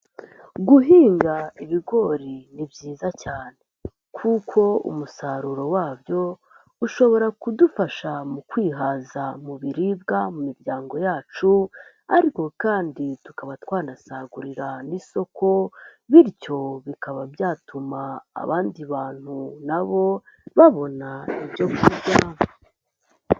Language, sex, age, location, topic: Kinyarwanda, female, 18-24, Nyagatare, agriculture